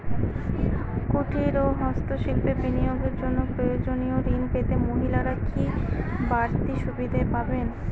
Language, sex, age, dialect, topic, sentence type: Bengali, female, 60-100, Northern/Varendri, banking, question